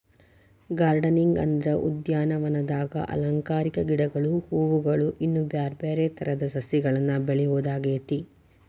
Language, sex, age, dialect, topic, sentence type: Kannada, female, 25-30, Dharwad Kannada, agriculture, statement